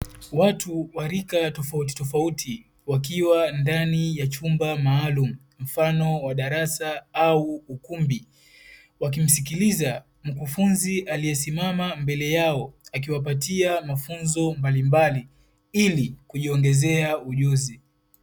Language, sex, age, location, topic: Swahili, male, 25-35, Dar es Salaam, education